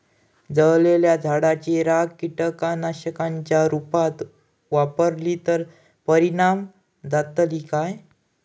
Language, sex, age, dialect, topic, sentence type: Marathi, male, 18-24, Southern Konkan, agriculture, question